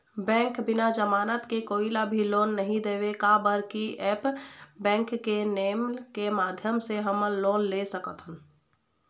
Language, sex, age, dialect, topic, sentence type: Chhattisgarhi, female, 25-30, Eastern, banking, question